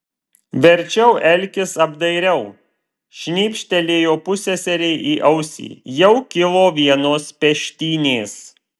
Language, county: Lithuanian, Vilnius